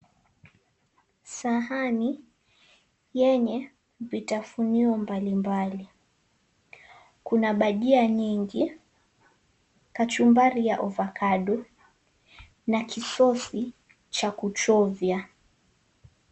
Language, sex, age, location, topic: Swahili, female, 18-24, Mombasa, agriculture